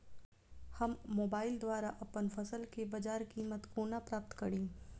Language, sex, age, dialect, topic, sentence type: Maithili, female, 25-30, Southern/Standard, agriculture, question